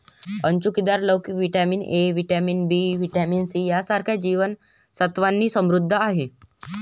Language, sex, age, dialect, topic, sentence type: Marathi, male, 18-24, Varhadi, agriculture, statement